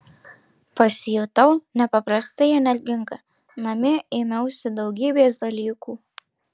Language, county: Lithuanian, Marijampolė